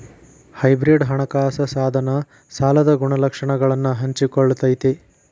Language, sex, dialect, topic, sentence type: Kannada, male, Dharwad Kannada, banking, statement